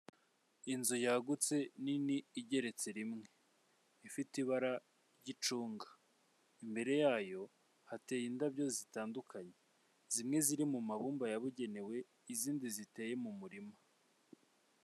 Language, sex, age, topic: Kinyarwanda, male, 25-35, finance